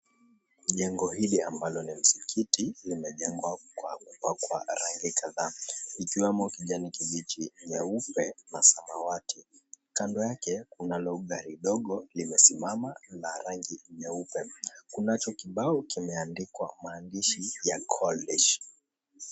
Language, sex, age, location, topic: Swahili, male, 25-35, Mombasa, government